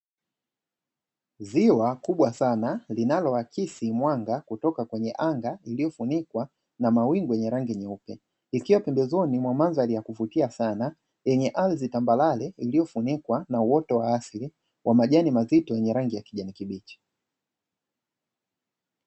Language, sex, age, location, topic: Swahili, male, 25-35, Dar es Salaam, agriculture